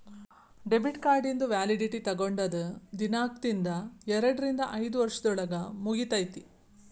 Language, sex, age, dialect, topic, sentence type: Kannada, female, 36-40, Dharwad Kannada, banking, statement